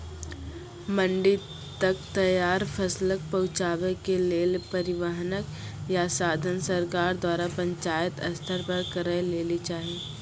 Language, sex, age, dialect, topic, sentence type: Maithili, male, 25-30, Angika, agriculture, question